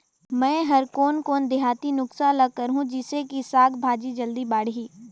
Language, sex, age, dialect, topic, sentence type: Chhattisgarhi, female, 18-24, Northern/Bhandar, agriculture, question